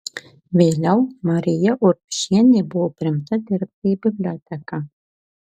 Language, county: Lithuanian, Marijampolė